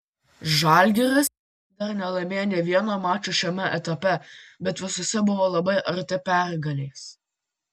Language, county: Lithuanian, Vilnius